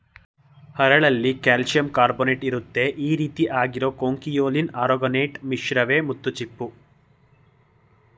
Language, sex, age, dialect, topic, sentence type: Kannada, male, 18-24, Mysore Kannada, agriculture, statement